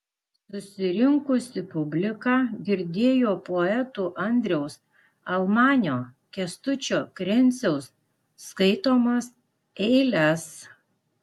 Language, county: Lithuanian, Klaipėda